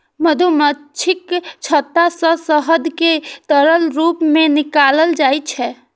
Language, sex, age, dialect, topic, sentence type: Maithili, female, 46-50, Eastern / Thethi, agriculture, statement